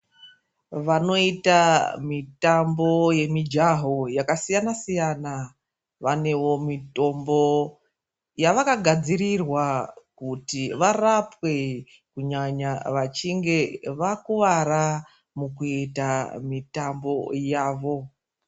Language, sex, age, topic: Ndau, female, 36-49, health